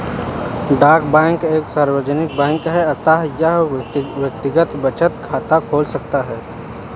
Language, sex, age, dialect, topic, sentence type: Hindi, male, 18-24, Awadhi Bundeli, banking, statement